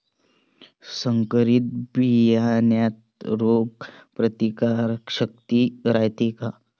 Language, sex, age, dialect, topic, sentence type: Marathi, male, 18-24, Varhadi, agriculture, question